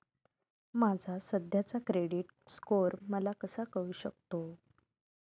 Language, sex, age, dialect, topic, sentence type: Marathi, female, 31-35, Northern Konkan, banking, question